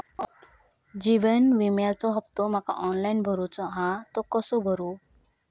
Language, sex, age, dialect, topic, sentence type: Marathi, female, 25-30, Southern Konkan, banking, question